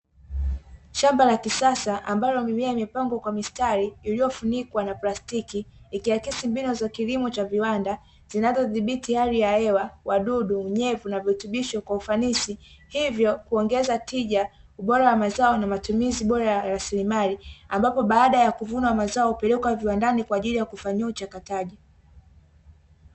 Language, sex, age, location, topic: Swahili, female, 18-24, Dar es Salaam, agriculture